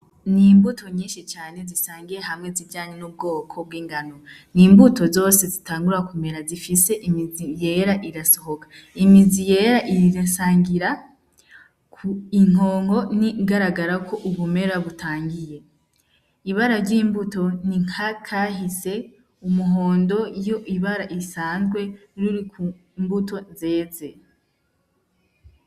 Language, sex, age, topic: Rundi, female, 18-24, agriculture